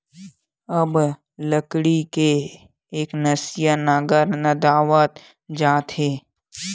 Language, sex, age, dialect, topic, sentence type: Chhattisgarhi, male, 41-45, Western/Budati/Khatahi, agriculture, statement